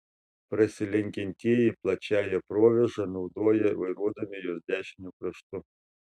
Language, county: Lithuanian, Šiauliai